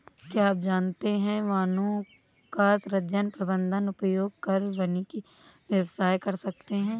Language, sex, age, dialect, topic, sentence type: Hindi, female, 18-24, Awadhi Bundeli, agriculture, statement